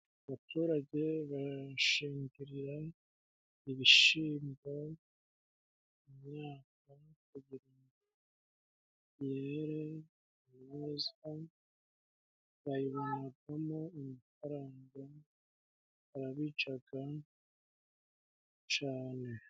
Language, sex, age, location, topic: Kinyarwanda, male, 36-49, Musanze, agriculture